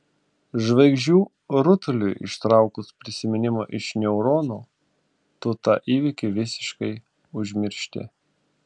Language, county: Lithuanian, Klaipėda